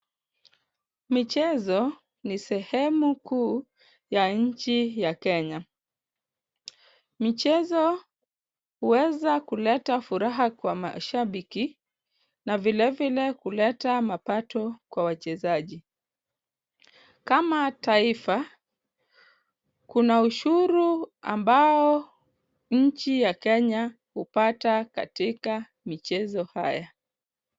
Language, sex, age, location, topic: Swahili, female, 25-35, Kisumu, government